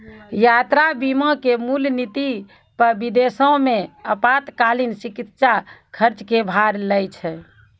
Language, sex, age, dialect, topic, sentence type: Maithili, female, 51-55, Angika, banking, statement